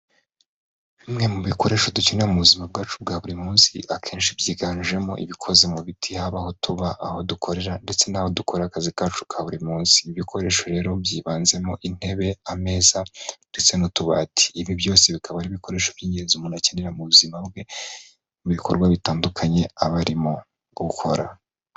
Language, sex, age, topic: Kinyarwanda, male, 25-35, finance